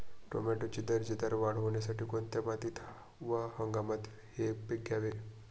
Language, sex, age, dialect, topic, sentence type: Marathi, male, 25-30, Northern Konkan, agriculture, question